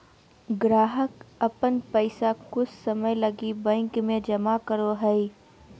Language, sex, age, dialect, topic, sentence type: Magahi, female, 18-24, Southern, banking, statement